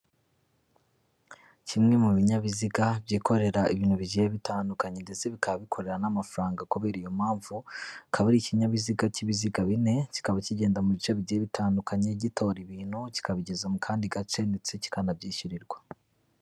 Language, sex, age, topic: Kinyarwanda, male, 25-35, government